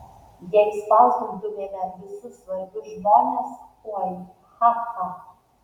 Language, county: Lithuanian, Vilnius